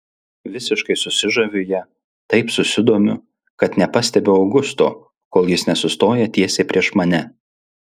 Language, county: Lithuanian, Alytus